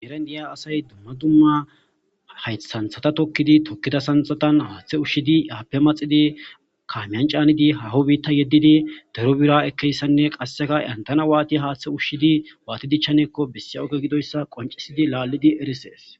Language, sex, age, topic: Gamo, male, 18-24, agriculture